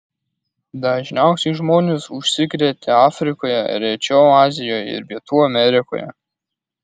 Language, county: Lithuanian, Kaunas